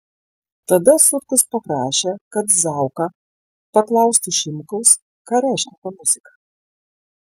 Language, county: Lithuanian, Klaipėda